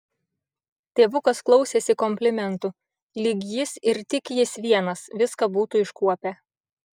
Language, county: Lithuanian, Šiauliai